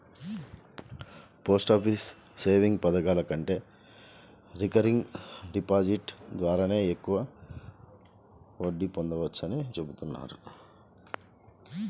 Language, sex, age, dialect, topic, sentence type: Telugu, male, 36-40, Central/Coastal, banking, statement